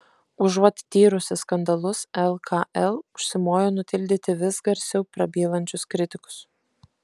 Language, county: Lithuanian, Kaunas